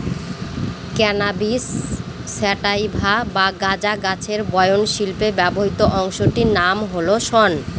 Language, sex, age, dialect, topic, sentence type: Bengali, female, 31-35, Northern/Varendri, agriculture, statement